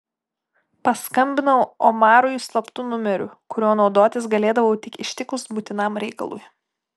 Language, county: Lithuanian, Klaipėda